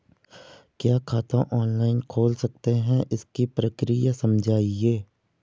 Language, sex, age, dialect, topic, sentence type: Hindi, female, 18-24, Garhwali, banking, question